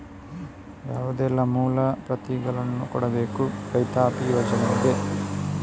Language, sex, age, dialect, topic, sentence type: Kannada, male, 18-24, Coastal/Dakshin, banking, question